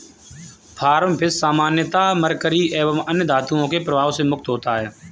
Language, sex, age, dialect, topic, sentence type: Hindi, male, 18-24, Kanauji Braj Bhasha, agriculture, statement